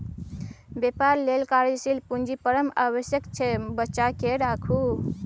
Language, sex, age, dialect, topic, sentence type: Maithili, female, 25-30, Bajjika, banking, statement